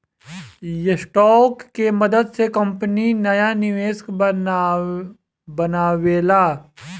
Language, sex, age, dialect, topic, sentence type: Bhojpuri, male, 25-30, Southern / Standard, banking, statement